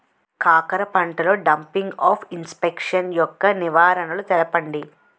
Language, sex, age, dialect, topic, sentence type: Telugu, female, 18-24, Utterandhra, agriculture, question